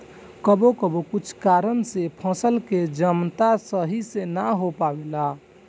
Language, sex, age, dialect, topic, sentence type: Bhojpuri, male, 18-24, Southern / Standard, agriculture, statement